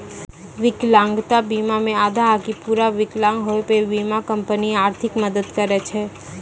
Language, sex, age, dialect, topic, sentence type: Maithili, female, 18-24, Angika, banking, statement